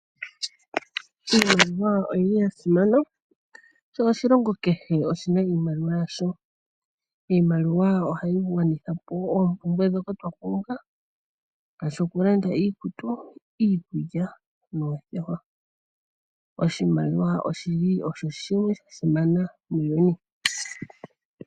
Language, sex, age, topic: Oshiwambo, female, 25-35, finance